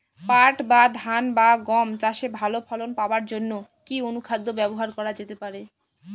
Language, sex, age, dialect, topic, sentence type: Bengali, female, 18-24, Northern/Varendri, agriculture, question